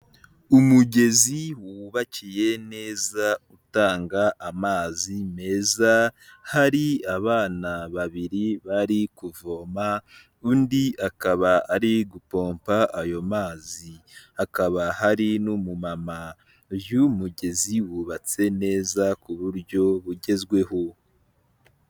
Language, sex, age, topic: Kinyarwanda, male, 18-24, health